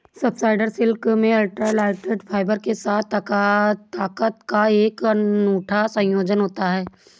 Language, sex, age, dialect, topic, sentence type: Hindi, female, 56-60, Awadhi Bundeli, agriculture, statement